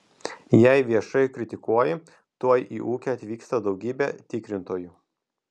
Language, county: Lithuanian, Kaunas